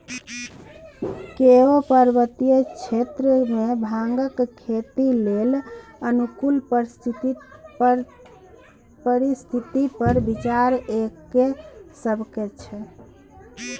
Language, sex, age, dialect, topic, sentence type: Maithili, female, 41-45, Bajjika, agriculture, statement